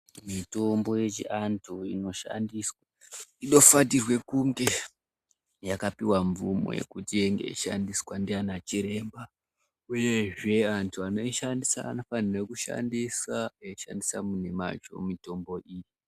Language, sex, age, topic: Ndau, male, 18-24, health